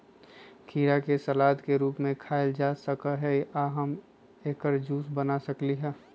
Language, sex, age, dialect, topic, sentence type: Magahi, male, 25-30, Western, agriculture, statement